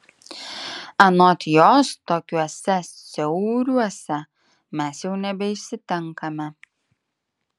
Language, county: Lithuanian, Klaipėda